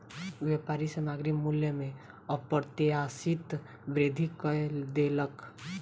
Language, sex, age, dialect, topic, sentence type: Maithili, female, 18-24, Southern/Standard, banking, statement